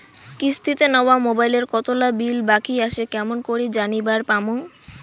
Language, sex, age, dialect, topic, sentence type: Bengali, female, 18-24, Rajbangshi, banking, question